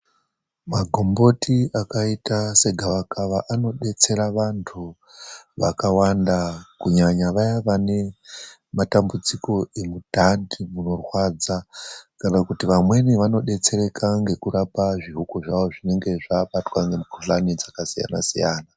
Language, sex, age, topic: Ndau, male, 36-49, health